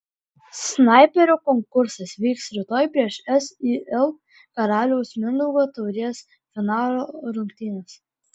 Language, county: Lithuanian, Klaipėda